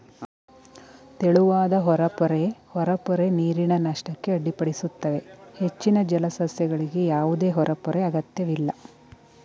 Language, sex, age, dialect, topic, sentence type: Kannada, male, 18-24, Mysore Kannada, agriculture, statement